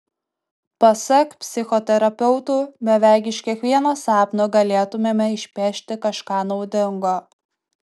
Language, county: Lithuanian, Tauragė